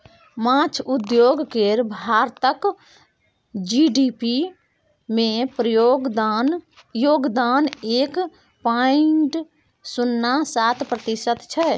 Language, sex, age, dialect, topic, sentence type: Maithili, female, 18-24, Bajjika, agriculture, statement